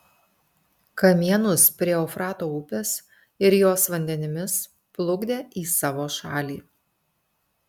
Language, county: Lithuanian, Telšiai